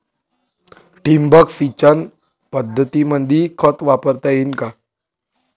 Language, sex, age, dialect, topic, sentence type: Marathi, male, 18-24, Varhadi, agriculture, question